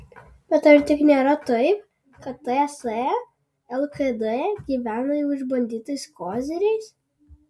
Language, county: Lithuanian, Alytus